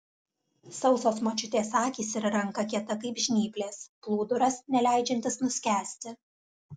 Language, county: Lithuanian, Alytus